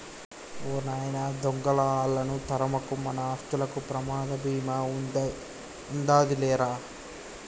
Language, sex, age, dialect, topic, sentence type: Telugu, male, 18-24, Telangana, banking, statement